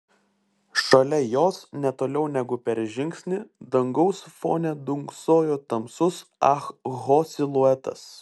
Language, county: Lithuanian, Klaipėda